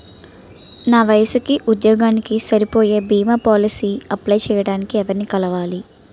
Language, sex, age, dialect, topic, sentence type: Telugu, female, 18-24, Utterandhra, banking, question